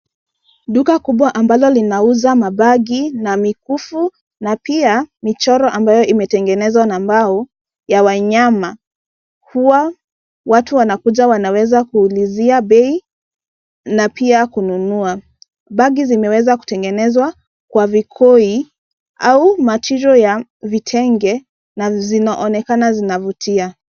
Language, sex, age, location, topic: Swahili, female, 25-35, Nairobi, finance